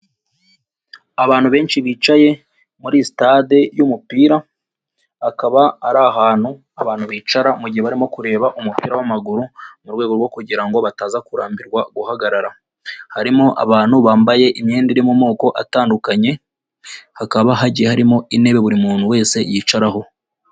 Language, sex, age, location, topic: Kinyarwanda, female, 36-49, Nyagatare, government